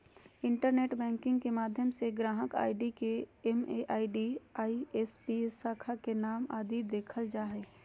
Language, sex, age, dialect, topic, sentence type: Magahi, female, 31-35, Southern, banking, statement